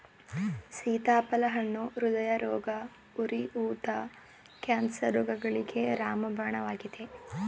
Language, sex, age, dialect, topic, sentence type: Kannada, female, 18-24, Mysore Kannada, agriculture, statement